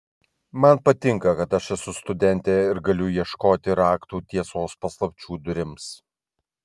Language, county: Lithuanian, Vilnius